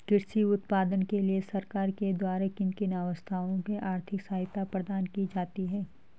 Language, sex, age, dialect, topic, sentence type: Hindi, female, 36-40, Garhwali, agriculture, question